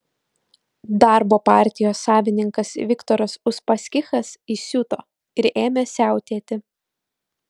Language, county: Lithuanian, Utena